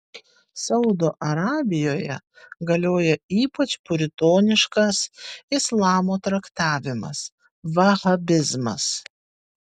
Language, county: Lithuanian, Vilnius